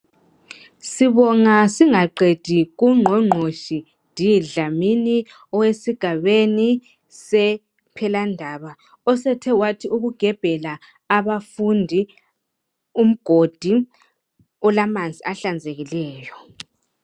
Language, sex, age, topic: North Ndebele, male, 50+, health